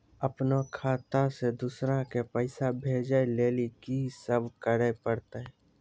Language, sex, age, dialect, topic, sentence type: Maithili, male, 18-24, Angika, banking, question